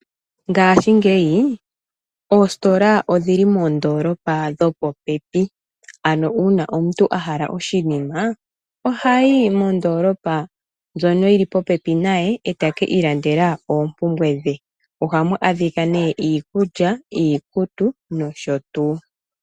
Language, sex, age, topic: Oshiwambo, female, 25-35, finance